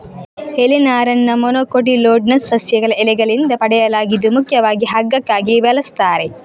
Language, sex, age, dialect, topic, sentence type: Kannada, female, 36-40, Coastal/Dakshin, agriculture, statement